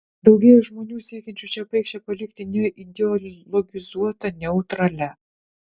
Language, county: Lithuanian, Utena